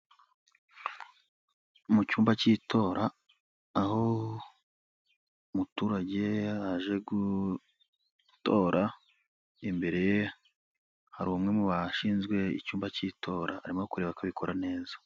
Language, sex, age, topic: Kinyarwanda, male, 25-35, government